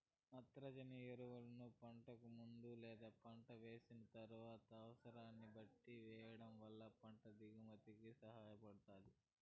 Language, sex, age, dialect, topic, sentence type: Telugu, female, 18-24, Southern, agriculture, statement